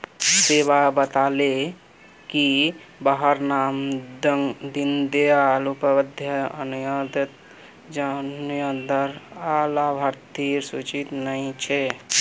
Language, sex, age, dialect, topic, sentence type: Magahi, male, 25-30, Northeastern/Surjapuri, banking, statement